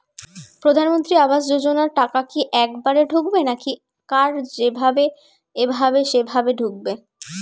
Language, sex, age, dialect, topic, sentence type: Bengali, female, 36-40, Standard Colloquial, banking, question